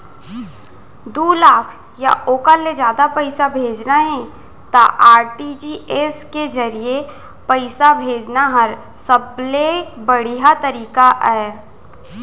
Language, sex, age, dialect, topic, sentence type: Chhattisgarhi, female, 18-24, Central, banking, statement